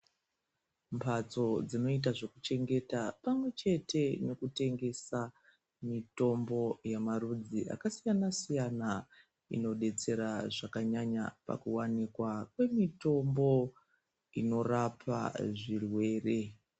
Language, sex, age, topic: Ndau, female, 25-35, health